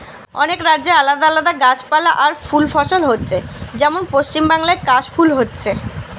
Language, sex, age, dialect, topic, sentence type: Bengali, female, 25-30, Western, agriculture, statement